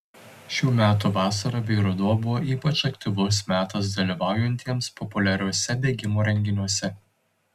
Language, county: Lithuanian, Telšiai